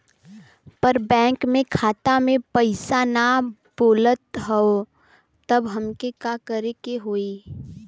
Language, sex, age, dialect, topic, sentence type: Bhojpuri, female, 18-24, Western, banking, question